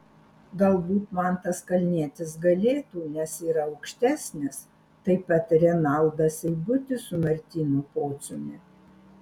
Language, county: Lithuanian, Alytus